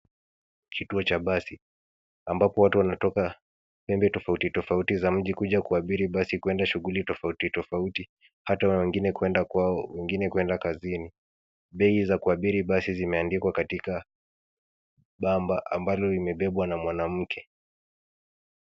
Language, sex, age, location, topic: Swahili, male, 18-24, Nairobi, government